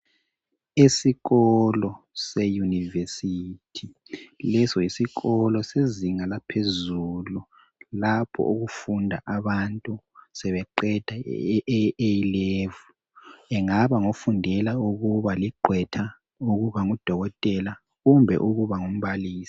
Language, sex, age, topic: North Ndebele, male, 50+, education